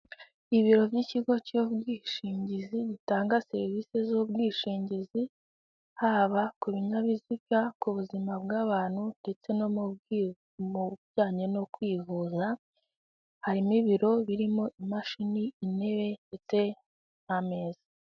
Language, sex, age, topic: Kinyarwanda, female, 18-24, finance